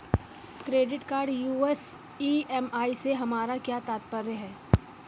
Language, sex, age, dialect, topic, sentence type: Hindi, female, 18-24, Awadhi Bundeli, banking, question